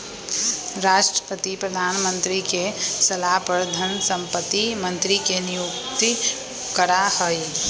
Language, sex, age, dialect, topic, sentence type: Magahi, female, 18-24, Western, banking, statement